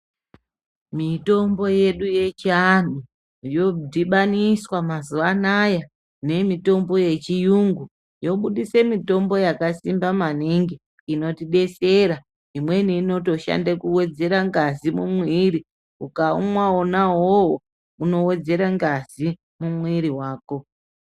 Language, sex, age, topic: Ndau, male, 18-24, health